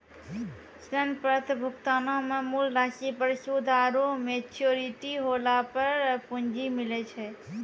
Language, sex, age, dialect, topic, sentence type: Maithili, female, 25-30, Angika, banking, statement